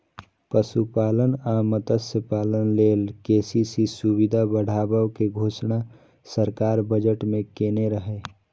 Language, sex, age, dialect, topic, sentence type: Maithili, male, 18-24, Eastern / Thethi, agriculture, statement